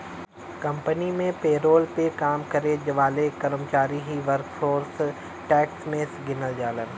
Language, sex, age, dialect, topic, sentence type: Bhojpuri, male, 18-24, Western, banking, statement